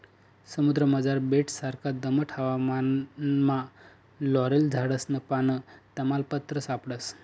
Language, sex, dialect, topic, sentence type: Marathi, male, Northern Konkan, agriculture, statement